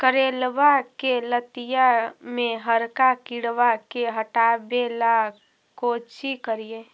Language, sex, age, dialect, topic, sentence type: Magahi, female, 41-45, Central/Standard, agriculture, question